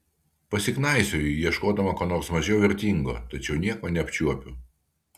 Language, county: Lithuanian, Kaunas